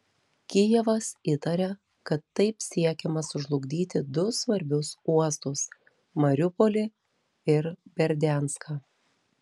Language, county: Lithuanian, Telšiai